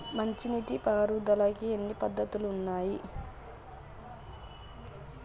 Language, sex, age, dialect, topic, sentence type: Telugu, female, 25-30, Telangana, agriculture, question